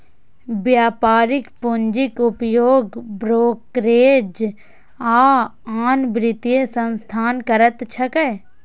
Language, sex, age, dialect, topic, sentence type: Maithili, female, 18-24, Eastern / Thethi, banking, statement